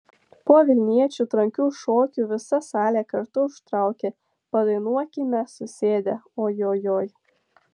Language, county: Lithuanian, Tauragė